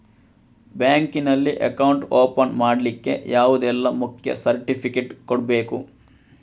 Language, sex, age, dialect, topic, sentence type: Kannada, male, 60-100, Coastal/Dakshin, banking, question